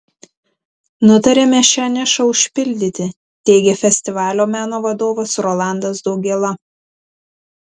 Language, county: Lithuanian, Tauragė